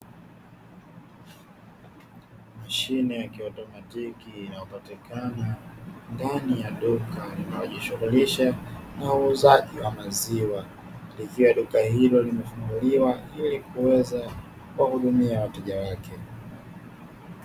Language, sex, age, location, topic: Swahili, male, 18-24, Dar es Salaam, finance